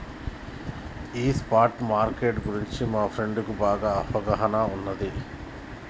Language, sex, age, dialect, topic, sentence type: Telugu, male, 41-45, Telangana, banking, statement